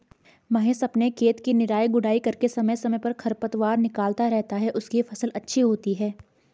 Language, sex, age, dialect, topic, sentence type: Hindi, female, 18-24, Garhwali, agriculture, statement